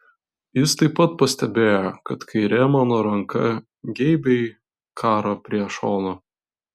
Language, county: Lithuanian, Vilnius